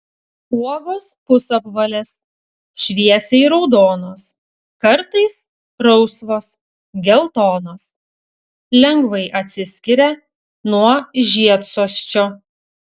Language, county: Lithuanian, Telšiai